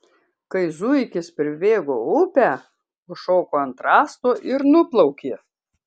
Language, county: Lithuanian, Kaunas